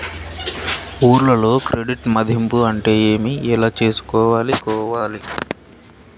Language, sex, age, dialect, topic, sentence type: Telugu, male, 25-30, Southern, banking, question